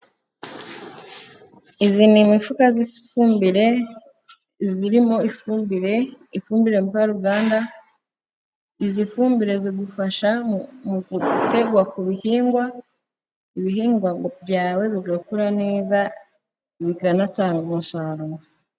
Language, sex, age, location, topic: Kinyarwanda, female, 18-24, Musanze, agriculture